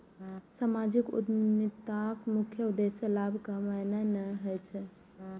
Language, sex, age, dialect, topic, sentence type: Maithili, female, 18-24, Eastern / Thethi, banking, statement